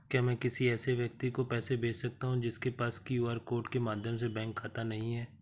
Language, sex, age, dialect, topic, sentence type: Hindi, female, 31-35, Awadhi Bundeli, banking, question